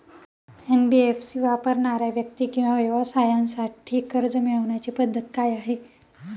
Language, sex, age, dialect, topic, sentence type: Marathi, female, 25-30, Northern Konkan, banking, question